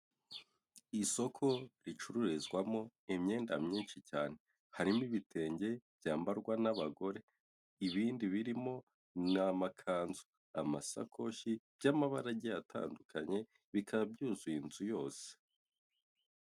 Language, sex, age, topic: Kinyarwanda, male, 18-24, finance